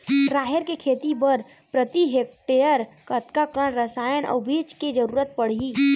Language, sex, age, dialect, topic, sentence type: Chhattisgarhi, female, 18-24, Western/Budati/Khatahi, agriculture, question